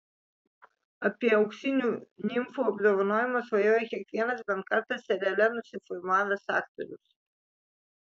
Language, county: Lithuanian, Vilnius